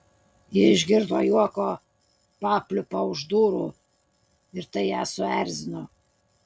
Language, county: Lithuanian, Utena